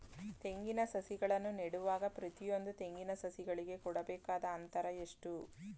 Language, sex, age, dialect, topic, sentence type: Kannada, female, 18-24, Mysore Kannada, agriculture, question